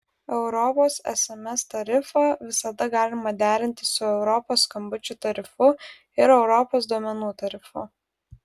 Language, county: Lithuanian, Vilnius